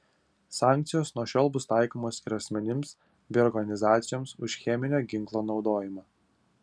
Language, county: Lithuanian, Utena